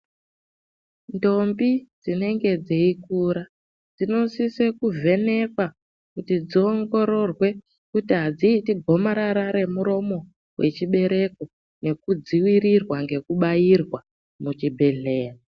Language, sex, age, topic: Ndau, female, 18-24, health